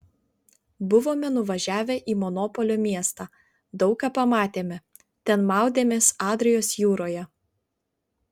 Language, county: Lithuanian, Vilnius